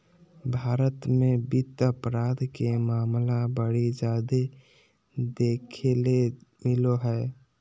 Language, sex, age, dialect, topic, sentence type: Magahi, male, 18-24, Southern, banking, statement